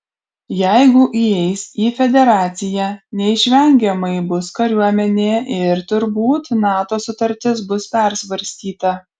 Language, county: Lithuanian, Kaunas